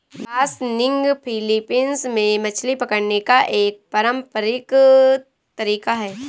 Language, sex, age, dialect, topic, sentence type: Hindi, female, 18-24, Awadhi Bundeli, agriculture, statement